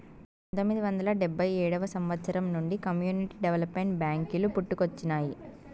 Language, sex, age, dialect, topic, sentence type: Telugu, female, 18-24, Southern, banking, statement